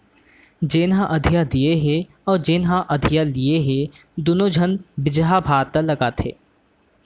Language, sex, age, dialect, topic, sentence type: Chhattisgarhi, male, 18-24, Central, agriculture, statement